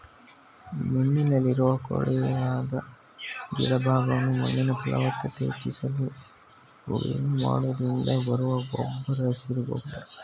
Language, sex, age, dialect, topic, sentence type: Kannada, male, 18-24, Mysore Kannada, agriculture, statement